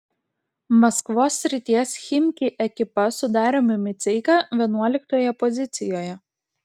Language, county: Lithuanian, Klaipėda